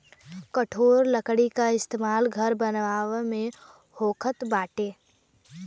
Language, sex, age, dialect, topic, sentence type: Bhojpuri, female, 31-35, Western, agriculture, statement